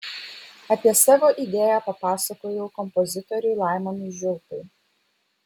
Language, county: Lithuanian, Vilnius